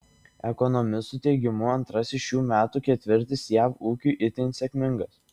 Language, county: Lithuanian, Šiauliai